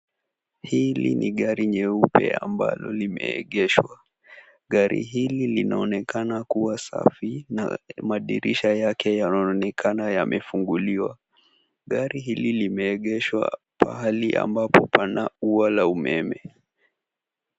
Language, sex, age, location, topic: Swahili, male, 18-24, Nairobi, finance